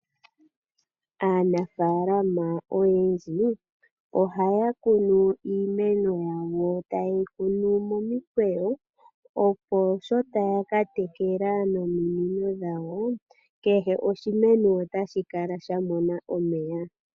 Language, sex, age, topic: Oshiwambo, female, 36-49, agriculture